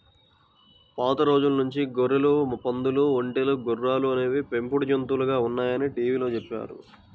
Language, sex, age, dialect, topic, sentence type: Telugu, male, 18-24, Central/Coastal, agriculture, statement